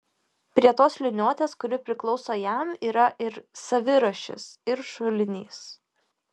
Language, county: Lithuanian, Šiauliai